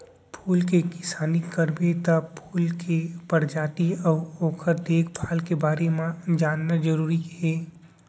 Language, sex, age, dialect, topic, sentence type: Chhattisgarhi, male, 18-24, Central, agriculture, statement